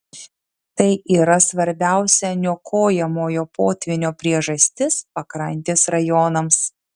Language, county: Lithuanian, Vilnius